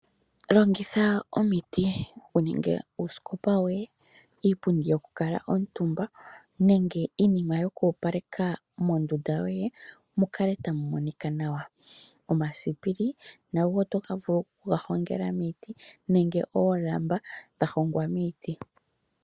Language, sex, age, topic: Oshiwambo, female, 25-35, agriculture